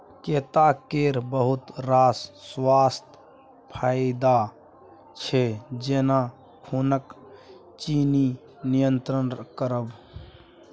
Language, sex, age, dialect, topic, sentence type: Maithili, male, 56-60, Bajjika, agriculture, statement